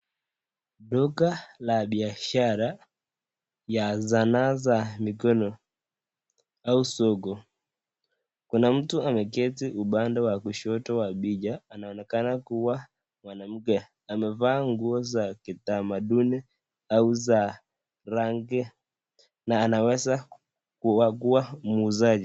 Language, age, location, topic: Swahili, 25-35, Nakuru, finance